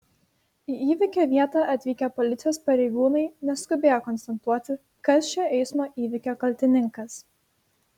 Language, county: Lithuanian, Šiauliai